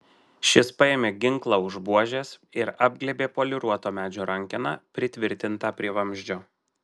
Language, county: Lithuanian, Marijampolė